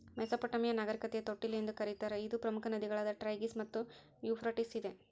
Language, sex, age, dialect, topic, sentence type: Kannada, female, 41-45, Central, agriculture, statement